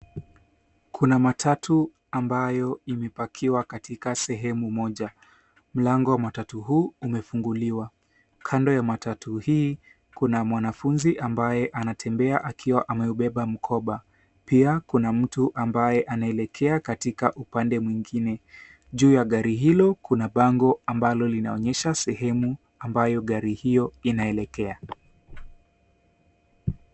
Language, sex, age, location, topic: Swahili, male, 18-24, Nairobi, government